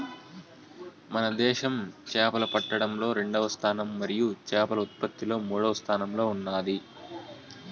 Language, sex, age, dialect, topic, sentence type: Telugu, male, 18-24, Southern, agriculture, statement